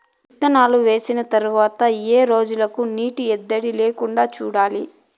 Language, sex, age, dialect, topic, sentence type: Telugu, female, 18-24, Southern, agriculture, question